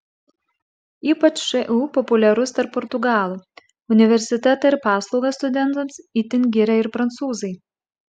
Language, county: Lithuanian, Klaipėda